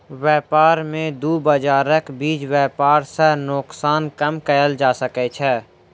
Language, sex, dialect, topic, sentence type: Maithili, male, Southern/Standard, banking, statement